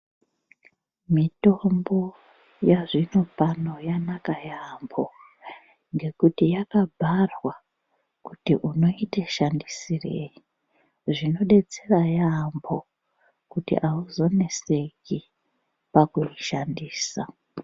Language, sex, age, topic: Ndau, male, 36-49, health